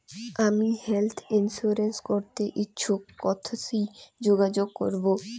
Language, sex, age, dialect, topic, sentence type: Bengali, female, 18-24, Rajbangshi, banking, question